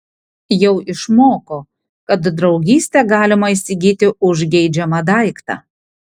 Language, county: Lithuanian, Panevėžys